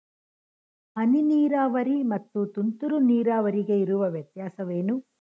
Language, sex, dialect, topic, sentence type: Kannada, female, Mysore Kannada, agriculture, question